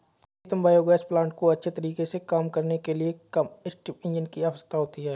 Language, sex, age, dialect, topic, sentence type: Hindi, male, 25-30, Kanauji Braj Bhasha, agriculture, statement